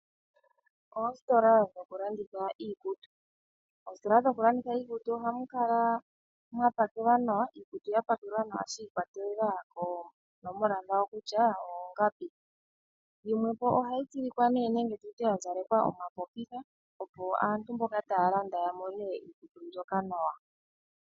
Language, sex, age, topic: Oshiwambo, female, 25-35, finance